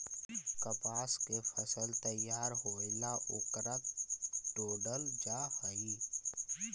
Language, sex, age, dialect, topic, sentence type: Magahi, male, 18-24, Central/Standard, agriculture, statement